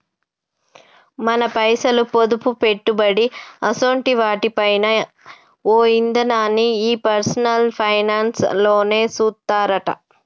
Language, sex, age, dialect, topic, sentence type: Telugu, female, 31-35, Telangana, banking, statement